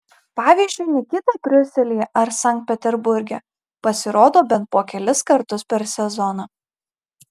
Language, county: Lithuanian, Marijampolė